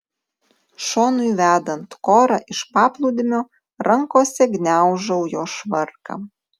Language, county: Lithuanian, Tauragė